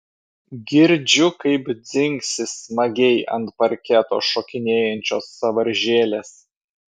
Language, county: Lithuanian, Vilnius